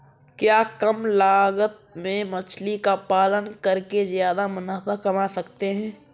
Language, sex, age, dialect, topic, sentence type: Hindi, male, 60-100, Kanauji Braj Bhasha, agriculture, question